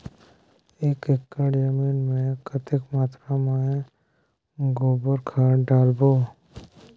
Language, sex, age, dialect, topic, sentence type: Chhattisgarhi, male, 18-24, Northern/Bhandar, agriculture, question